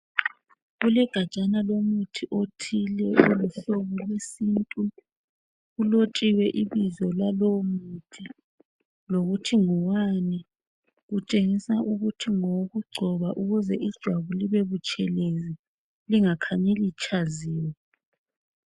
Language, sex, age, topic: North Ndebele, female, 36-49, health